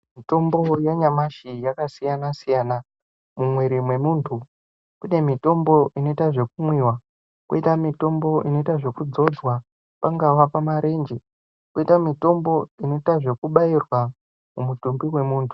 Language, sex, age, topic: Ndau, male, 25-35, health